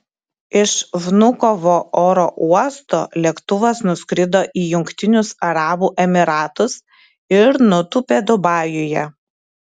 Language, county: Lithuanian, Klaipėda